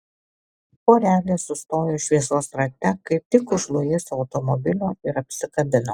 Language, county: Lithuanian, Alytus